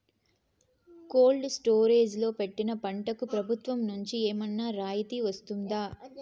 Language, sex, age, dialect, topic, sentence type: Telugu, female, 25-30, Southern, agriculture, question